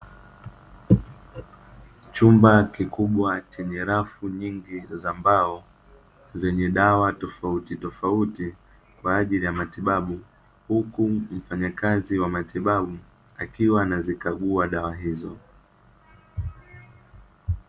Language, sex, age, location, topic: Swahili, male, 18-24, Dar es Salaam, health